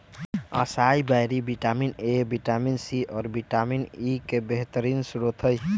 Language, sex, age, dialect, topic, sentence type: Magahi, male, 18-24, Western, agriculture, statement